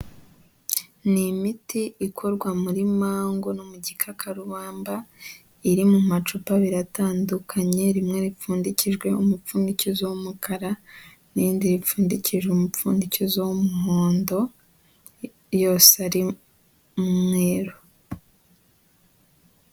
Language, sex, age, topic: Kinyarwanda, female, 18-24, health